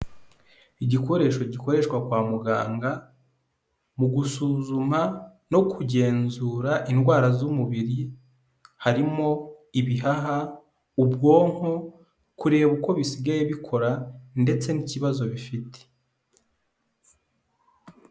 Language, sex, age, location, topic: Kinyarwanda, male, 18-24, Kigali, health